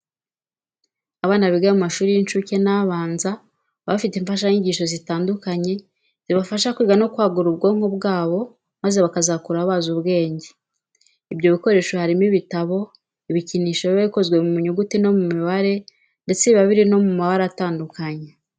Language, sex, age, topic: Kinyarwanda, female, 36-49, education